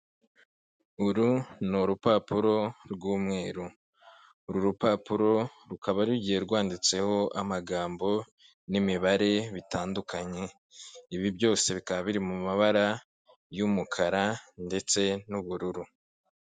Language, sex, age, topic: Kinyarwanda, male, 25-35, finance